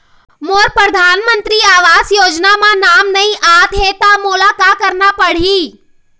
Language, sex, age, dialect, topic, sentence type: Chhattisgarhi, female, 25-30, Eastern, banking, question